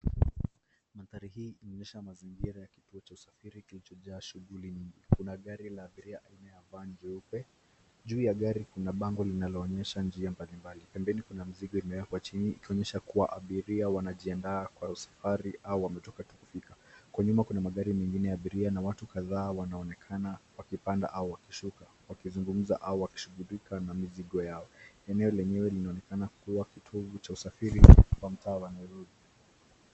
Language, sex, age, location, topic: Swahili, male, 18-24, Nairobi, government